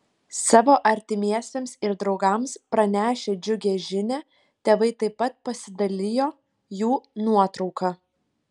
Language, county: Lithuanian, Panevėžys